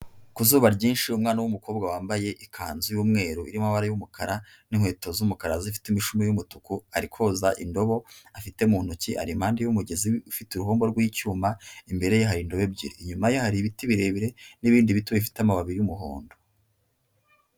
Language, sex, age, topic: Kinyarwanda, male, 25-35, health